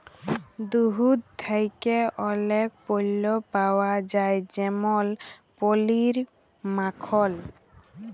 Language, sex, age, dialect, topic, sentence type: Bengali, female, 18-24, Jharkhandi, agriculture, statement